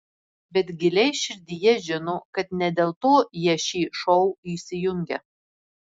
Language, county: Lithuanian, Marijampolė